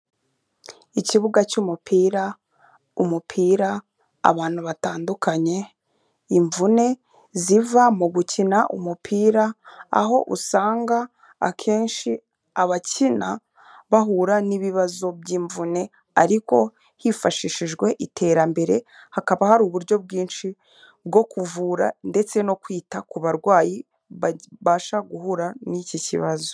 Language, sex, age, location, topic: Kinyarwanda, female, 25-35, Kigali, health